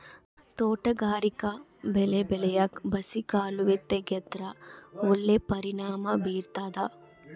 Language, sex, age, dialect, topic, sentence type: Kannada, female, 25-30, Central, agriculture, statement